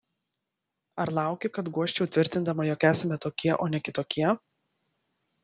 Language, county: Lithuanian, Vilnius